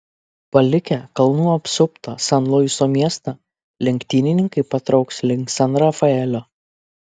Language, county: Lithuanian, Kaunas